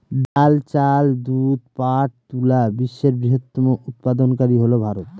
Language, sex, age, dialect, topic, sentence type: Bengali, male, 25-30, Northern/Varendri, agriculture, statement